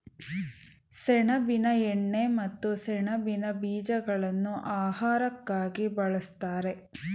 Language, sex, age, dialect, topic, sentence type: Kannada, female, 31-35, Mysore Kannada, agriculture, statement